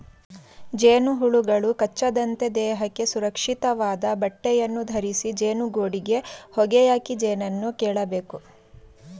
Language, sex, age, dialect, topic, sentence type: Kannada, female, 31-35, Mysore Kannada, agriculture, statement